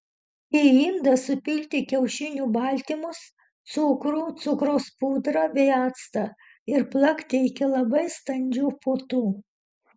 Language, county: Lithuanian, Utena